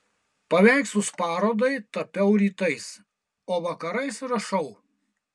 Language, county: Lithuanian, Kaunas